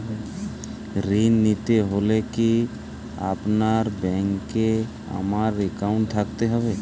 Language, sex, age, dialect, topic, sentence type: Bengali, male, 18-24, Jharkhandi, banking, question